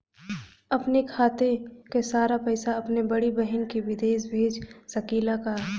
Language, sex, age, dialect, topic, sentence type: Bhojpuri, female, 18-24, Western, banking, question